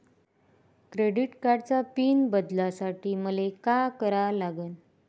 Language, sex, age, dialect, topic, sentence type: Marathi, female, 18-24, Varhadi, banking, question